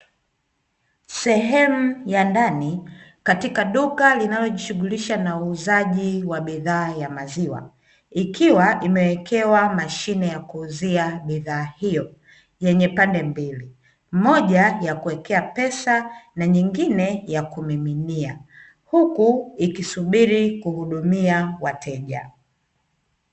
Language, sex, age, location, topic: Swahili, female, 25-35, Dar es Salaam, finance